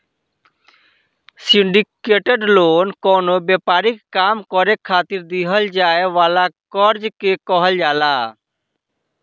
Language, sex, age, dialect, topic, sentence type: Bhojpuri, male, 25-30, Southern / Standard, banking, statement